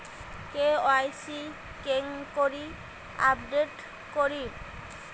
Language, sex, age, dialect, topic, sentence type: Bengali, female, 25-30, Rajbangshi, banking, question